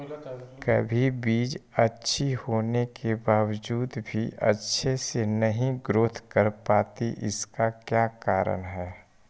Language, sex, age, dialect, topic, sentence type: Magahi, male, 25-30, Western, agriculture, question